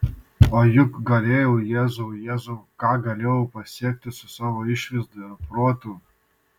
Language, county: Lithuanian, Šiauliai